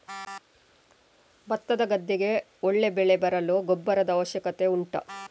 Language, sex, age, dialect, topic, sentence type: Kannada, female, 25-30, Coastal/Dakshin, agriculture, question